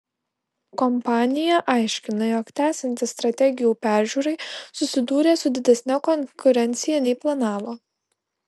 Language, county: Lithuanian, Alytus